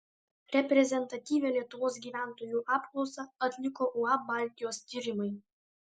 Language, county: Lithuanian, Alytus